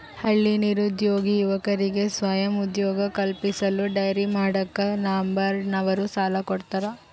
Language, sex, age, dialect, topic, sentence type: Kannada, female, 36-40, Central, agriculture, statement